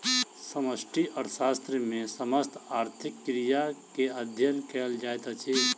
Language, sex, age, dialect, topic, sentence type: Maithili, male, 31-35, Southern/Standard, banking, statement